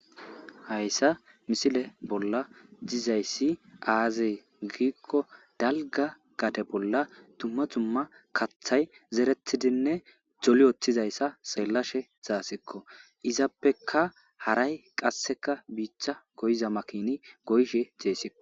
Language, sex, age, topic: Gamo, male, 25-35, agriculture